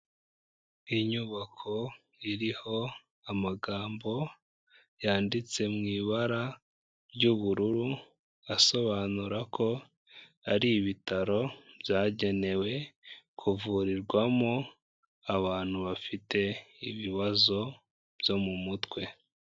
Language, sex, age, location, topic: Kinyarwanda, female, 25-35, Kigali, health